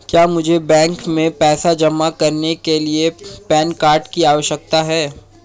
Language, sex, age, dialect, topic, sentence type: Hindi, male, 31-35, Marwari Dhudhari, banking, question